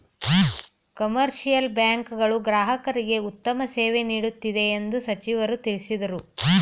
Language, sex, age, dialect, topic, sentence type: Kannada, female, 36-40, Mysore Kannada, banking, statement